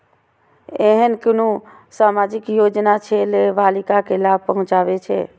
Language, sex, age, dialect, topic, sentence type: Maithili, female, 25-30, Eastern / Thethi, banking, statement